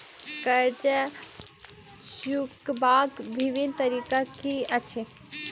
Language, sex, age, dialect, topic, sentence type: Maithili, female, 18-24, Southern/Standard, banking, statement